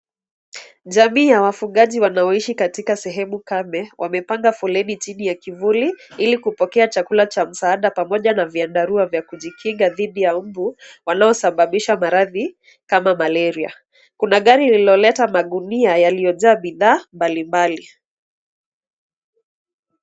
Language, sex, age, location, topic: Swahili, female, 25-35, Kisumu, health